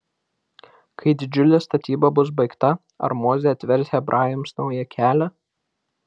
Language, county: Lithuanian, Vilnius